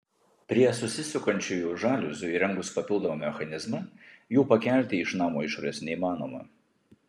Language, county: Lithuanian, Vilnius